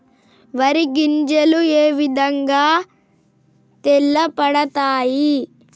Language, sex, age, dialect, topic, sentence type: Telugu, female, 31-35, Telangana, agriculture, question